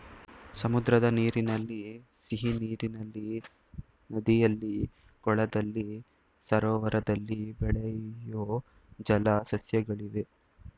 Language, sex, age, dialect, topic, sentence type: Kannada, male, 18-24, Mysore Kannada, agriculture, statement